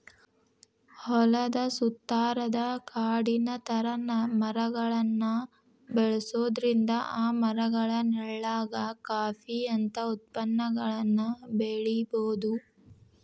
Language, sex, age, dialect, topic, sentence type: Kannada, female, 18-24, Dharwad Kannada, agriculture, statement